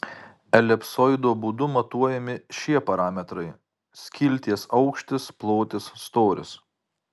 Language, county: Lithuanian, Marijampolė